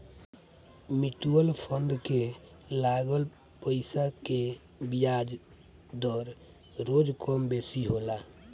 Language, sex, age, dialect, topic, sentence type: Bhojpuri, male, 18-24, Northern, banking, statement